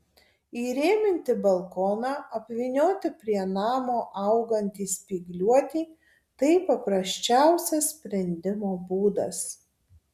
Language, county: Lithuanian, Tauragė